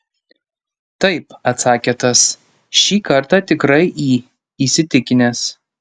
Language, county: Lithuanian, Panevėžys